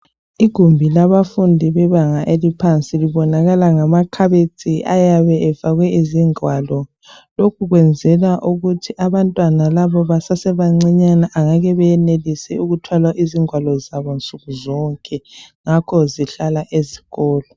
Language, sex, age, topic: North Ndebele, female, 18-24, education